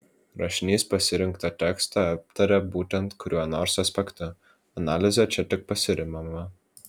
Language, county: Lithuanian, Vilnius